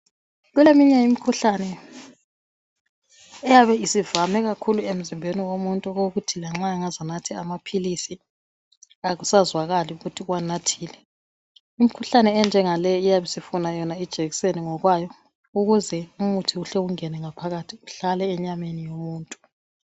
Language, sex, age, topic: North Ndebele, female, 36-49, health